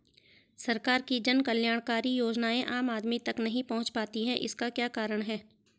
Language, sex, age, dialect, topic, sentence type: Hindi, female, 31-35, Garhwali, banking, question